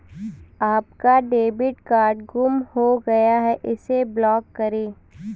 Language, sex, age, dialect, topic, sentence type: Hindi, female, 18-24, Kanauji Braj Bhasha, banking, statement